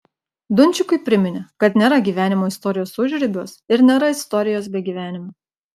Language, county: Lithuanian, Klaipėda